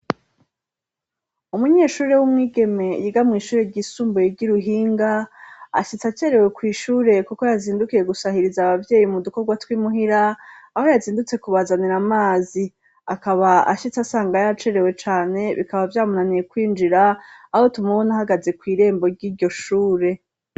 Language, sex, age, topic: Rundi, female, 36-49, education